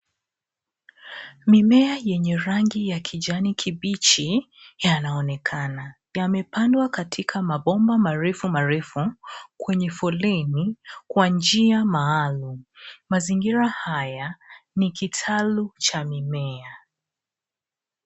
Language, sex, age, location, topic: Swahili, female, 25-35, Nairobi, agriculture